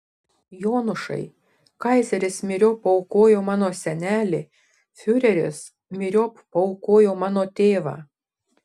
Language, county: Lithuanian, Šiauliai